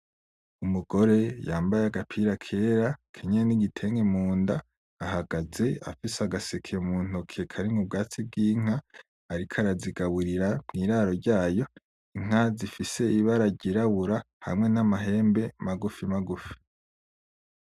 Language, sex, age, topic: Rundi, male, 18-24, agriculture